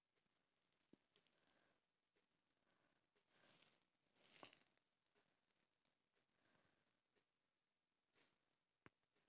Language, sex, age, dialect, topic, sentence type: Magahi, female, 51-55, Central/Standard, banking, question